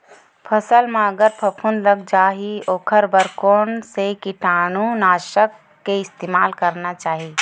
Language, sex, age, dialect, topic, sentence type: Chhattisgarhi, female, 18-24, Western/Budati/Khatahi, agriculture, question